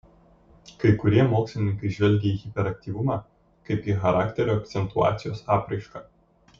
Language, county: Lithuanian, Kaunas